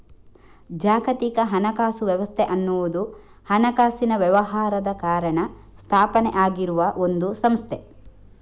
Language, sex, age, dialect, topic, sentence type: Kannada, female, 46-50, Coastal/Dakshin, banking, statement